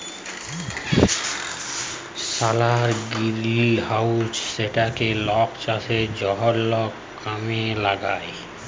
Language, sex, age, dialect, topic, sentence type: Bengali, male, 25-30, Jharkhandi, agriculture, statement